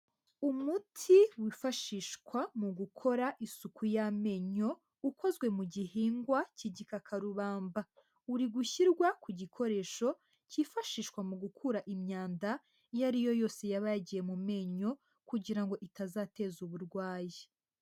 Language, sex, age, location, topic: Kinyarwanda, female, 18-24, Huye, health